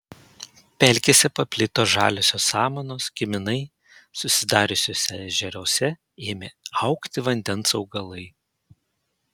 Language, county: Lithuanian, Panevėžys